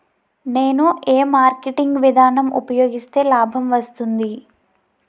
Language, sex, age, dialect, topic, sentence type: Telugu, female, 18-24, Utterandhra, agriculture, question